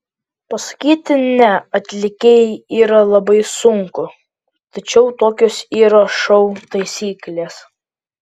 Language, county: Lithuanian, Kaunas